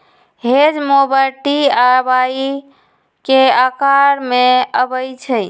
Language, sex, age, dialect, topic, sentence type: Magahi, female, 25-30, Western, agriculture, statement